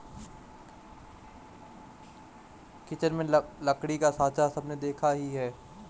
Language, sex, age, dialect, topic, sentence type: Hindi, male, 25-30, Marwari Dhudhari, agriculture, statement